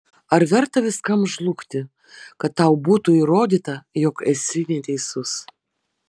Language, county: Lithuanian, Vilnius